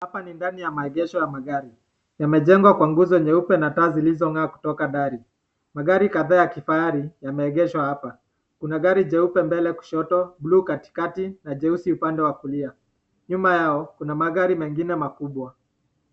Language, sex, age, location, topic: Swahili, male, 18-24, Nakuru, finance